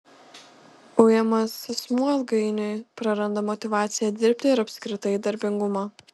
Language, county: Lithuanian, Panevėžys